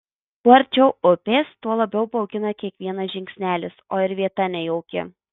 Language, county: Lithuanian, Marijampolė